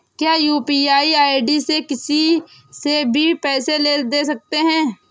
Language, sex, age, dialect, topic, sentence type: Hindi, female, 18-24, Awadhi Bundeli, banking, question